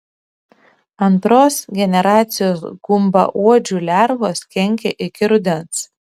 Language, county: Lithuanian, Šiauliai